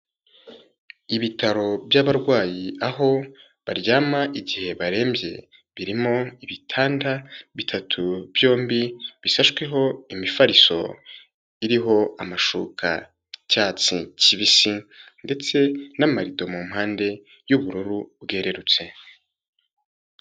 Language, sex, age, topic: Kinyarwanda, male, 18-24, health